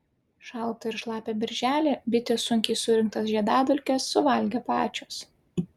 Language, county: Lithuanian, Klaipėda